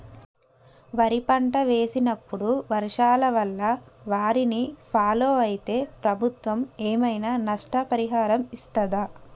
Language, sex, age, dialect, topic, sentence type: Telugu, female, 18-24, Telangana, agriculture, question